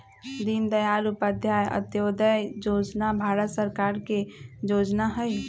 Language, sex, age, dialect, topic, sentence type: Magahi, female, 25-30, Western, banking, statement